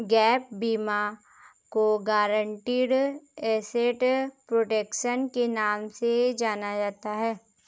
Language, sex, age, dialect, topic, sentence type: Hindi, female, 18-24, Marwari Dhudhari, banking, statement